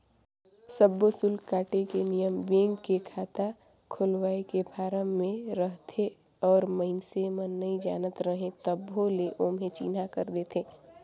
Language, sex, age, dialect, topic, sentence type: Chhattisgarhi, female, 18-24, Northern/Bhandar, banking, statement